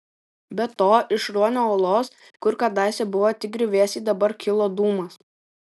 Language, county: Lithuanian, Šiauliai